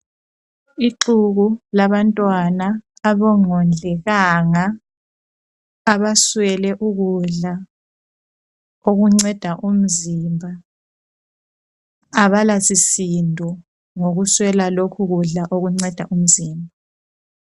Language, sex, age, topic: North Ndebele, female, 25-35, health